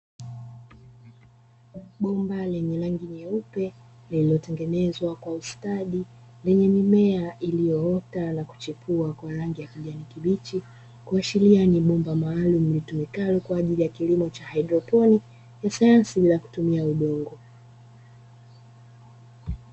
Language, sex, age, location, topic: Swahili, female, 25-35, Dar es Salaam, agriculture